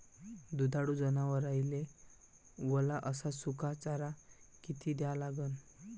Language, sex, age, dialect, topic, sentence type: Marathi, male, 18-24, Varhadi, agriculture, question